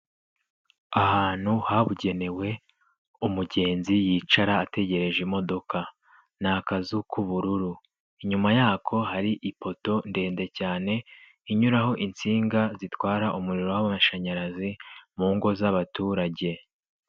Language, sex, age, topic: Kinyarwanda, male, 25-35, government